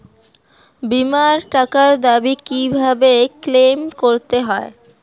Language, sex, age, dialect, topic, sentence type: Bengali, female, 18-24, Rajbangshi, banking, question